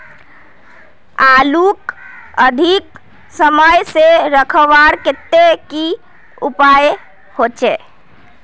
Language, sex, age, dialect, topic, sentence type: Magahi, female, 18-24, Northeastern/Surjapuri, agriculture, question